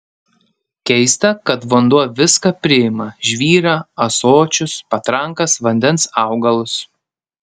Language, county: Lithuanian, Panevėžys